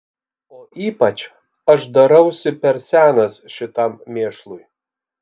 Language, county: Lithuanian, Kaunas